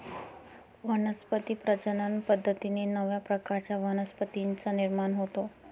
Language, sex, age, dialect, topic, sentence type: Marathi, female, 25-30, Northern Konkan, agriculture, statement